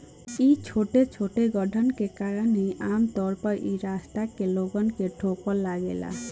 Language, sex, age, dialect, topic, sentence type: Bhojpuri, female, 18-24, Southern / Standard, agriculture, question